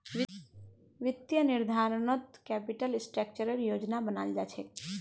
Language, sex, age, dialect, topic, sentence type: Magahi, female, 18-24, Northeastern/Surjapuri, banking, statement